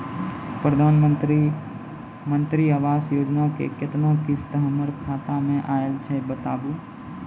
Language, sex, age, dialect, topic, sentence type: Maithili, male, 18-24, Angika, banking, question